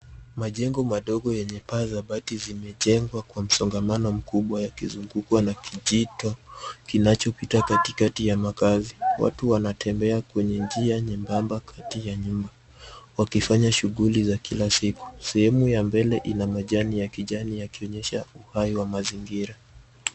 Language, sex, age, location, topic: Swahili, male, 18-24, Nairobi, government